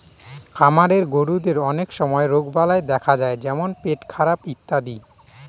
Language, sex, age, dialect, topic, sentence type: Bengali, male, 25-30, Northern/Varendri, agriculture, statement